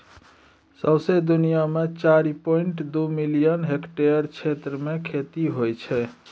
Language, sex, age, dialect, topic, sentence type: Maithili, male, 31-35, Bajjika, agriculture, statement